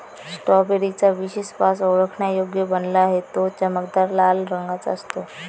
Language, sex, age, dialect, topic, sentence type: Marathi, female, 25-30, Varhadi, agriculture, statement